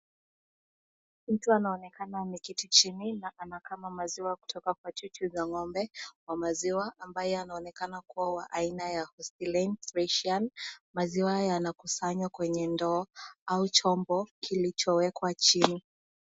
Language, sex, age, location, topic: Swahili, female, 18-24, Nakuru, agriculture